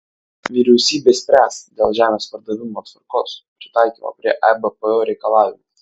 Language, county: Lithuanian, Vilnius